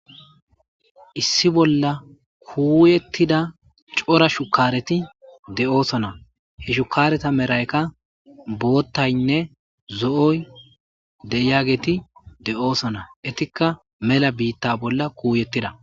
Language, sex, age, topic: Gamo, male, 25-35, agriculture